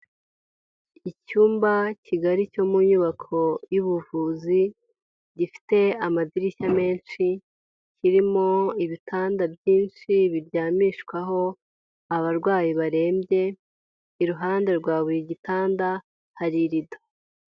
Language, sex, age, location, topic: Kinyarwanda, female, 18-24, Huye, health